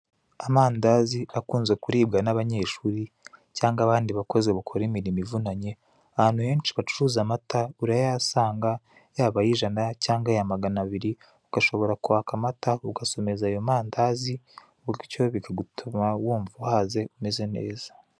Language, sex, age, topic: Kinyarwanda, male, 18-24, finance